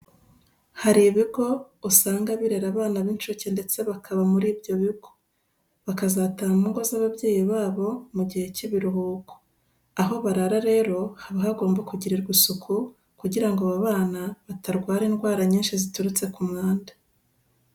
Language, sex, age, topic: Kinyarwanda, female, 36-49, education